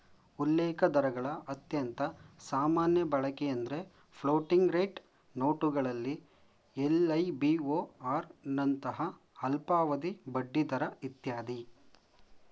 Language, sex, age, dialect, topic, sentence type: Kannada, male, 25-30, Mysore Kannada, banking, statement